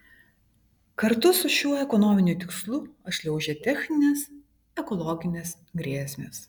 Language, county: Lithuanian, Vilnius